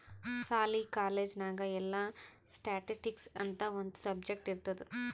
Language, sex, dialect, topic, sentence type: Kannada, female, Northeastern, banking, statement